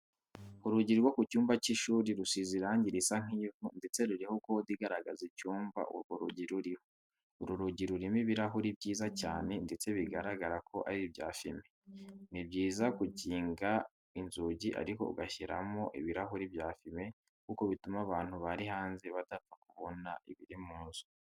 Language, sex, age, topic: Kinyarwanda, male, 18-24, education